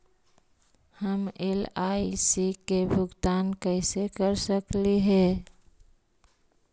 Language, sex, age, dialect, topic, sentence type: Magahi, male, 25-30, Central/Standard, banking, question